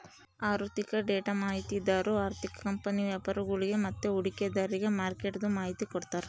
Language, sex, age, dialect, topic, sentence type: Kannada, female, 18-24, Central, banking, statement